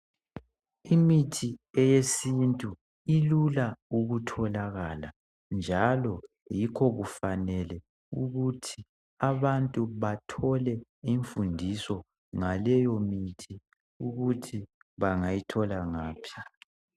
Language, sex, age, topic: North Ndebele, male, 18-24, health